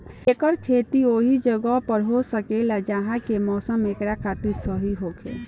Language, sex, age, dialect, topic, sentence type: Bhojpuri, female, 18-24, Southern / Standard, agriculture, statement